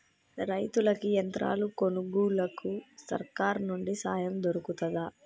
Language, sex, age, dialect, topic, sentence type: Telugu, female, 25-30, Telangana, agriculture, question